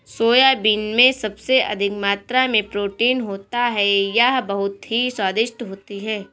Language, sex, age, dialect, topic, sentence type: Hindi, female, 18-24, Marwari Dhudhari, agriculture, statement